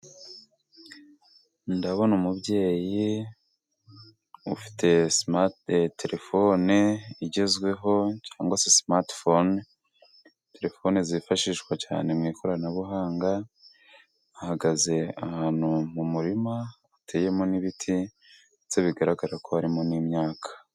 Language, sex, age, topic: Kinyarwanda, female, 18-24, agriculture